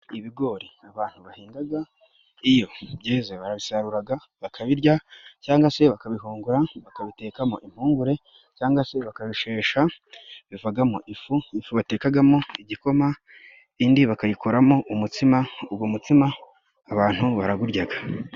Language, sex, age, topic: Kinyarwanda, male, 25-35, agriculture